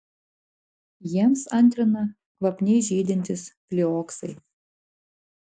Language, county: Lithuanian, Klaipėda